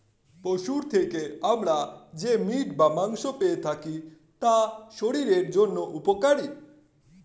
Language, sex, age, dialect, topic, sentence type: Bengali, male, 31-35, Standard Colloquial, agriculture, statement